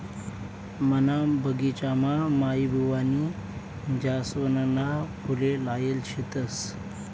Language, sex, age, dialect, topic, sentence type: Marathi, male, 25-30, Northern Konkan, agriculture, statement